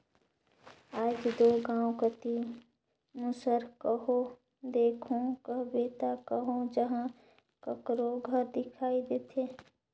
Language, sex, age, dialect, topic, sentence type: Chhattisgarhi, male, 56-60, Northern/Bhandar, agriculture, statement